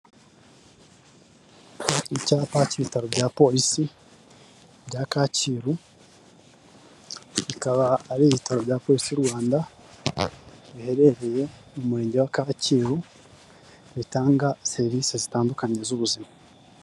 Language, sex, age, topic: Kinyarwanda, male, 18-24, government